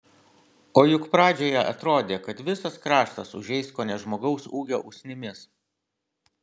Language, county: Lithuanian, Vilnius